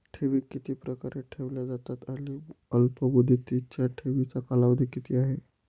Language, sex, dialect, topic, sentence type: Marathi, male, Northern Konkan, banking, question